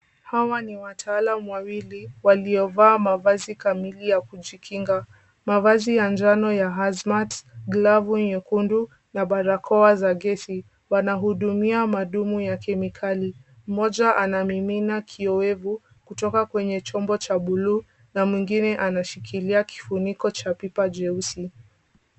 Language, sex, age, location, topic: Swahili, female, 18-24, Kisumu, health